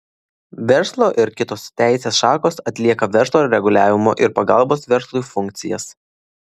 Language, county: Lithuanian, Klaipėda